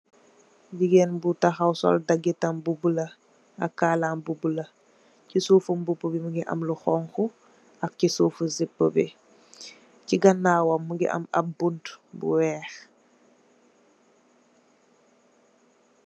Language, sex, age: Wolof, female, 18-24